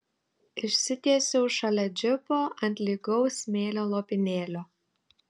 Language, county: Lithuanian, Telšiai